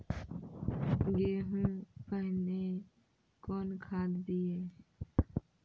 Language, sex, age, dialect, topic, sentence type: Maithili, female, 25-30, Angika, agriculture, question